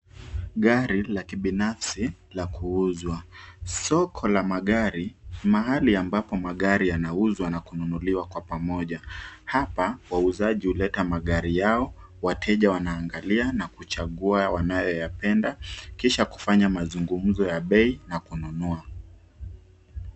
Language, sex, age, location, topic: Swahili, male, 25-35, Nairobi, finance